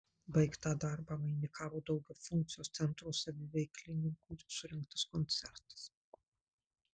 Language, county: Lithuanian, Marijampolė